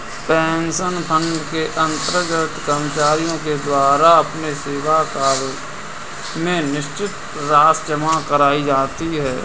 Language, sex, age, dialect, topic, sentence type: Hindi, male, 25-30, Kanauji Braj Bhasha, banking, statement